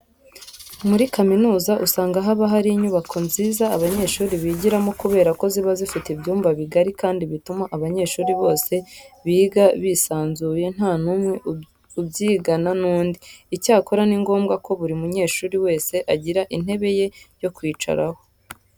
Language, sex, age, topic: Kinyarwanda, female, 25-35, education